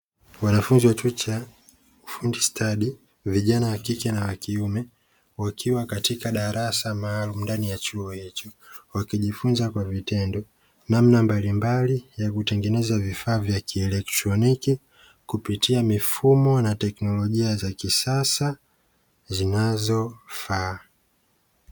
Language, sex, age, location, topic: Swahili, male, 25-35, Dar es Salaam, education